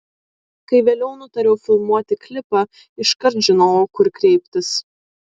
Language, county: Lithuanian, Klaipėda